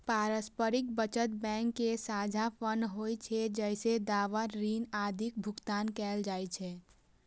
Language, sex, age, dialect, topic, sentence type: Maithili, female, 18-24, Eastern / Thethi, banking, statement